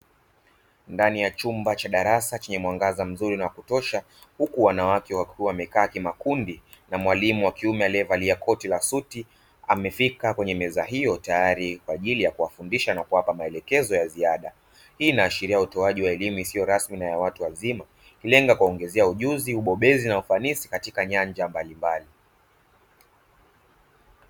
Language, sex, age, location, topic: Swahili, male, 25-35, Dar es Salaam, education